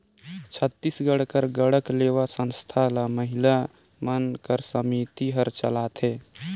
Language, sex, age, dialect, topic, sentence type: Chhattisgarhi, male, 18-24, Northern/Bhandar, banking, statement